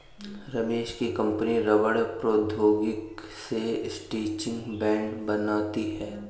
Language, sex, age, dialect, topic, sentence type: Hindi, male, 25-30, Kanauji Braj Bhasha, agriculture, statement